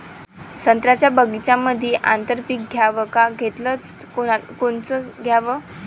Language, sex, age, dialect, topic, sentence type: Marathi, female, 18-24, Varhadi, agriculture, question